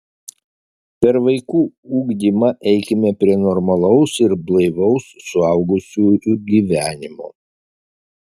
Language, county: Lithuanian, Šiauliai